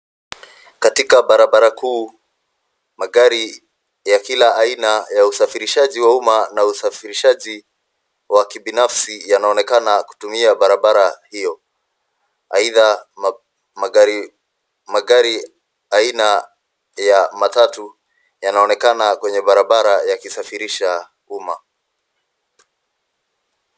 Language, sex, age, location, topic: Swahili, male, 25-35, Nairobi, government